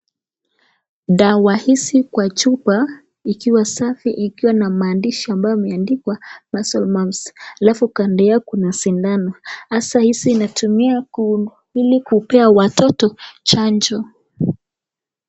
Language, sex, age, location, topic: Swahili, female, 25-35, Nakuru, health